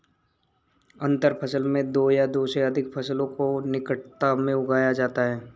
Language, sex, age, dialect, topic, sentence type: Hindi, male, 18-24, Marwari Dhudhari, agriculture, statement